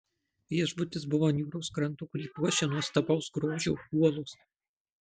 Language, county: Lithuanian, Marijampolė